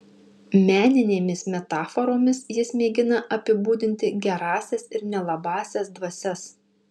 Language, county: Lithuanian, Marijampolė